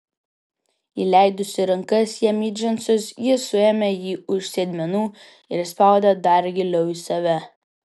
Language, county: Lithuanian, Vilnius